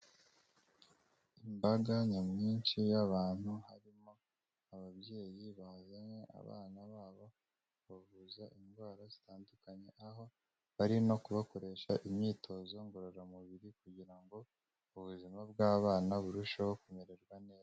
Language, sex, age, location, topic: Kinyarwanda, male, 25-35, Kigali, health